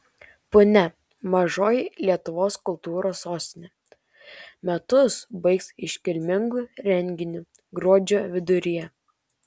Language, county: Lithuanian, Šiauliai